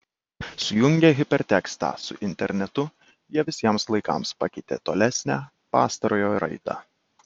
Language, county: Lithuanian, Kaunas